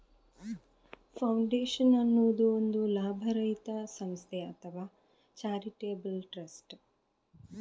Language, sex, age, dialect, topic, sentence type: Kannada, female, 25-30, Coastal/Dakshin, banking, statement